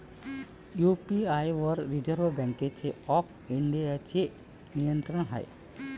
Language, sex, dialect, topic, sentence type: Marathi, male, Varhadi, banking, statement